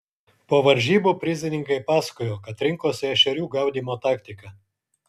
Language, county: Lithuanian, Kaunas